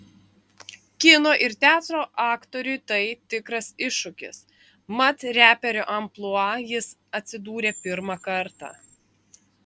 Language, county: Lithuanian, Klaipėda